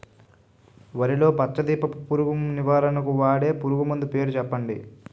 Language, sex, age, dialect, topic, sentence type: Telugu, male, 18-24, Utterandhra, agriculture, question